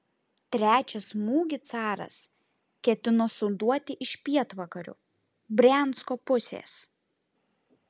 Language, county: Lithuanian, Šiauliai